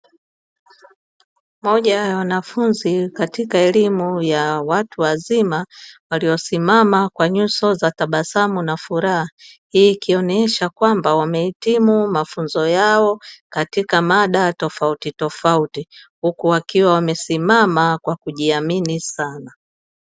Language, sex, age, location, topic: Swahili, female, 25-35, Dar es Salaam, education